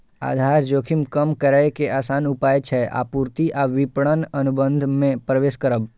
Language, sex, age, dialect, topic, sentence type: Maithili, male, 51-55, Eastern / Thethi, banking, statement